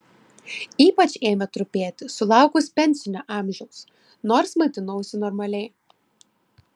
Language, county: Lithuanian, Klaipėda